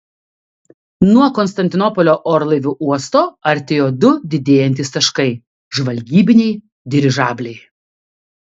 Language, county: Lithuanian, Kaunas